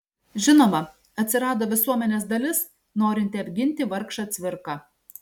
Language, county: Lithuanian, Šiauliai